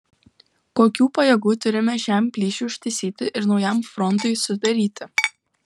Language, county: Lithuanian, Utena